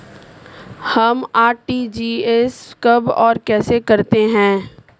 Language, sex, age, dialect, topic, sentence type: Hindi, female, 25-30, Marwari Dhudhari, banking, question